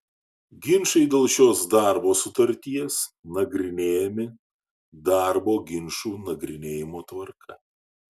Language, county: Lithuanian, Šiauliai